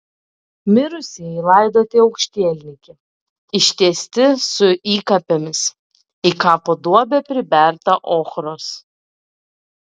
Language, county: Lithuanian, Klaipėda